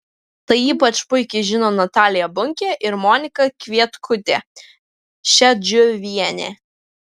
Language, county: Lithuanian, Vilnius